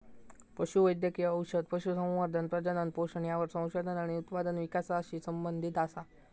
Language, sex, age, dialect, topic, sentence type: Marathi, male, 25-30, Southern Konkan, agriculture, statement